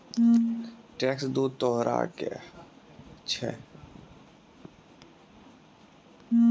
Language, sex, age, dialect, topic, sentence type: Maithili, male, 18-24, Angika, banking, statement